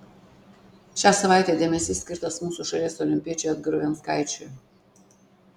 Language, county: Lithuanian, Tauragė